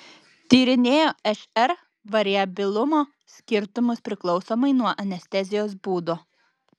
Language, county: Lithuanian, Vilnius